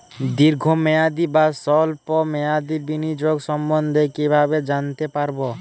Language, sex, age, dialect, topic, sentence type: Bengali, male, <18, Western, banking, question